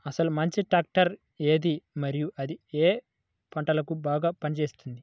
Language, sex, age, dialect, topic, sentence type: Telugu, male, 18-24, Central/Coastal, agriculture, question